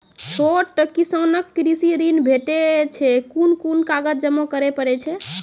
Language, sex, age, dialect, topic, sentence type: Maithili, female, 18-24, Angika, agriculture, question